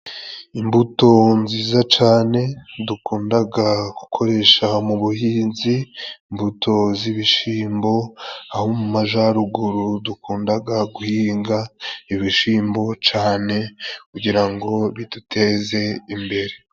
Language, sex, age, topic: Kinyarwanda, male, 25-35, agriculture